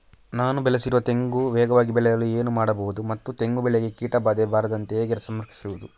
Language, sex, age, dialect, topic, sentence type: Kannada, male, 25-30, Coastal/Dakshin, agriculture, question